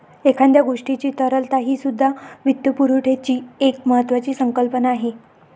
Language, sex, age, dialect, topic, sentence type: Marathi, female, 25-30, Varhadi, banking, statement